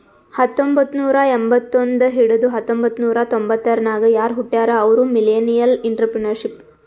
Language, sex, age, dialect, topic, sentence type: Kannada, female, 18-24, Northeastern, banking, statement